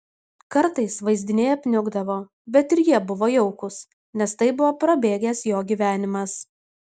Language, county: Lithuanian, Kaunas